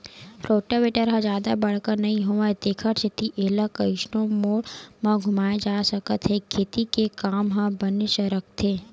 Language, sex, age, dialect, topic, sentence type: Chhattisgarhi, female, 18-24, Western/Budati/Khatahi, agriculture, statement